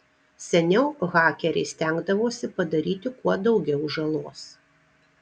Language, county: Lithuanian, Marijampolė